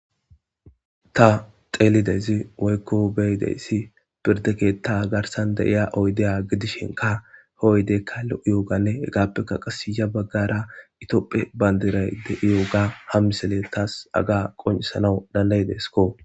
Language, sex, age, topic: Gamo, male, 25-35, government